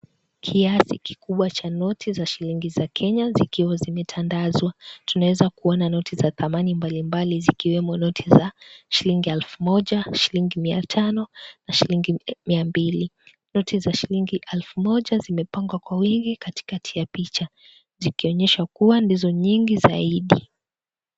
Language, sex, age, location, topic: Swahili, female, 18-24, Kisii, finance